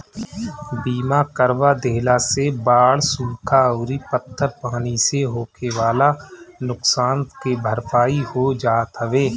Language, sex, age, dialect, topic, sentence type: Bhojpuri, male, 25-30, Northern, agriculture, statement